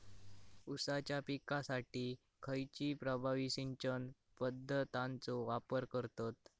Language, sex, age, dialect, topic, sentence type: Marathi, male, 18-24, Southern Konkan, agriculture, question